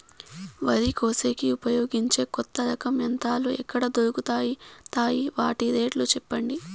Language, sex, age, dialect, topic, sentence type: Telugu, female, 18-24, Southern, agriculture, question